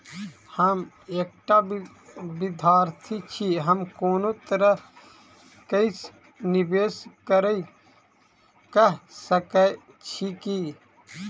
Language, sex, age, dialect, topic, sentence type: Maithili, male, 25-30, Southern/Standard, banking, question